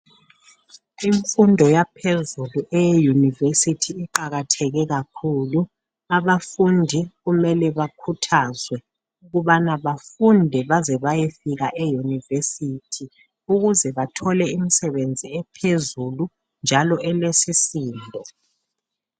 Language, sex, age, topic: North Ndebele, male, 50+, education